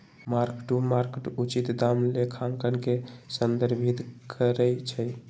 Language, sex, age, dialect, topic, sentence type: Magahi, male, 18-24, Western, banking, statement